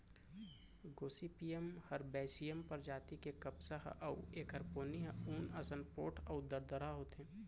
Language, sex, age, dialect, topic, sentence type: Chhattisgarhi, male, 25-30, Central, agriculture, statement